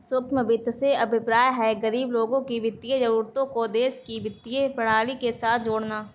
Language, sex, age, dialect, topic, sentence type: Hindi, female, 18-24, Awadhi Bundeli, banking, statement